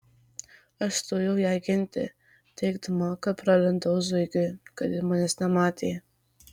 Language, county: Lithuanian, Marijampolė